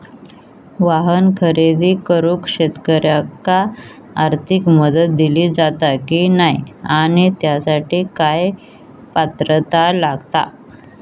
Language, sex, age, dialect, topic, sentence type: Marathi, female, 18-24, Southern Konkan, agriculture, question